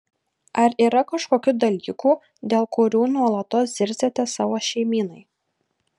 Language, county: Lithuanian, Kaunas